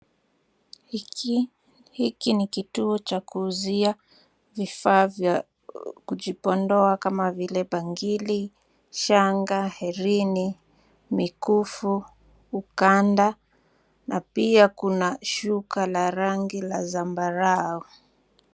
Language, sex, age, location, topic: Swahili, female, 25-35, Nairobi, finance